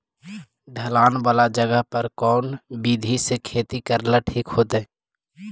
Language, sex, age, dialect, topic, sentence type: Magahi, male, 18-24, Central/Standard, agriculture, question